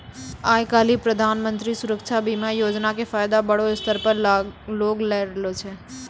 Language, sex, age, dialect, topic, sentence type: Maithili, female, 18-24, Angika, banking, statement